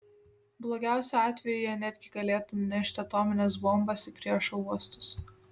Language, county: Lithuanian, Šiauliai